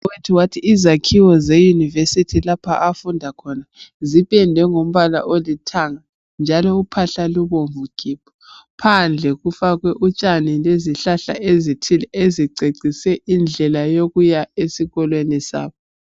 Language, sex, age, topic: North Ndebele, female, 36-49, education